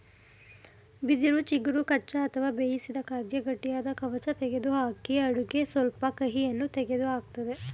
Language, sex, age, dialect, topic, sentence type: Kannada, female, 18-24, Mysore Kannada, agriculture, statement